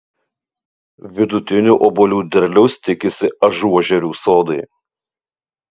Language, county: Lithuanian, Utena